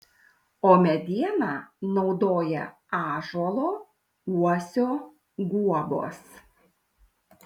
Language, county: Lithuanian, Šiauliai